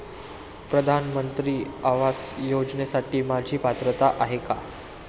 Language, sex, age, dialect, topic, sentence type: Marathi, male, 18-24, Standard Marathi, banking, question